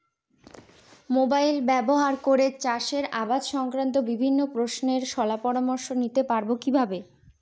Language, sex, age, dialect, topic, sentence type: Bengali, female, 18-24, Northern/Varendri, agriculture, question